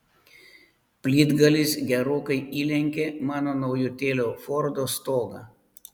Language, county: Lithuanian, Panevėžys